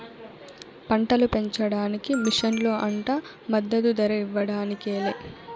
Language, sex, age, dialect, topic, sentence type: Telugu, female, 18-24, Southern, agriculture, statement